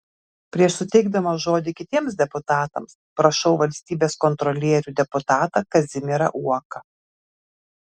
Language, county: Lithuanian, Kaunas